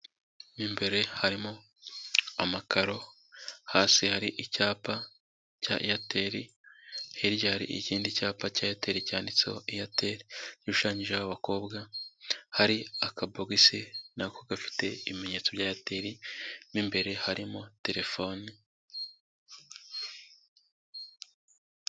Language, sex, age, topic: Kinyarwanda, male, 18-24, finance